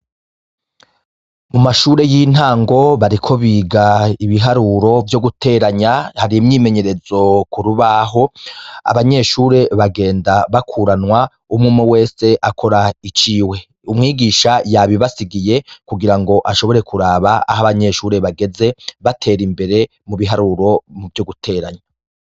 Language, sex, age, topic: Rundi, male, 36-49, education